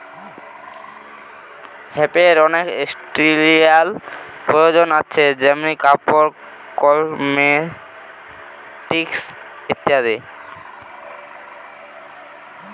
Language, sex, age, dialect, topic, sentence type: Bengali, male, 18-24, Western, agriculture, statement